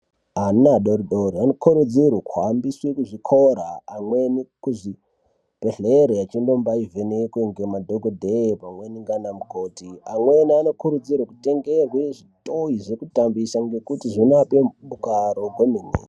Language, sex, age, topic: Ndau, male, 18-24, health